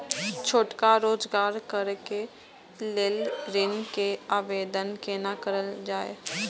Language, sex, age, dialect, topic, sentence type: Maithili, male, 18-24, Eastern / Thethi, banking, question